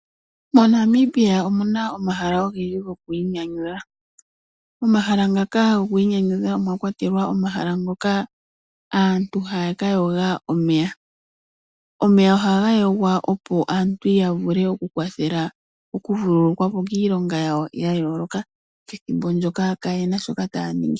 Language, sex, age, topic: Oshiwambo, female, 18-24, agriculture